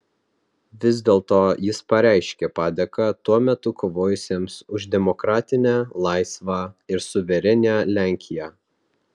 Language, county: Lithuanian, Vilnius